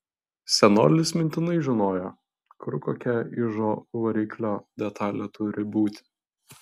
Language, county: Lithuanian, Vilnius